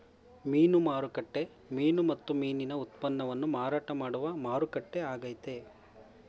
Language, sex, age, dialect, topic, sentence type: Kannada, male, 25-30, Mysore Kannada, agriculture, statement